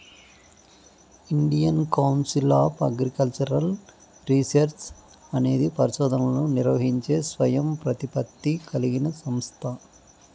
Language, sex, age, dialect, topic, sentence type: Telugu, male, 31-35, Southern, agriculture, statement